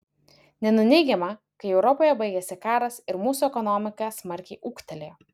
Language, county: Lithuanian, Vilnius